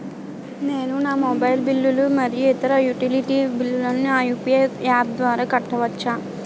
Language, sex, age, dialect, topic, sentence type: Telugu, female, 18-24, Utterandhra, banking, statement